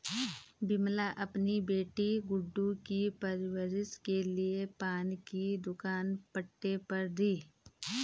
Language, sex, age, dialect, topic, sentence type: Hindi, female, 31-35, Garhwali, banking, statement